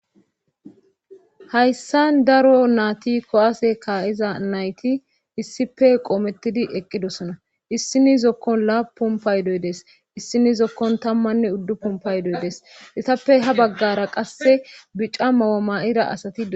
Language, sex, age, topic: Gamo, female, 25-35, government